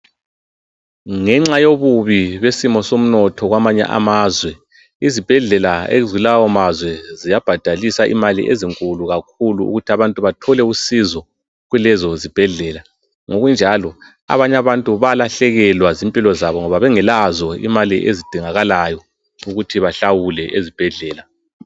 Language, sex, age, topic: North Ndebele, male, 36-49, health